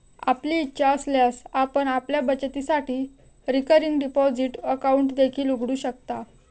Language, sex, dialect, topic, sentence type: Marathi, female, Standard Marathi, banking, statement